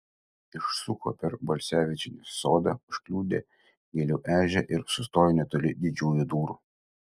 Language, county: Lithuanian, Utena